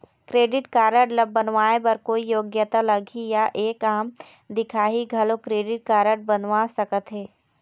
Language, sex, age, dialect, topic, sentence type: Chhattisgarhi, female, 18-24, Eastern, banking, question